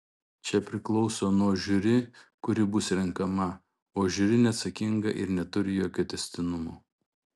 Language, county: Lithuanian, Šiauliai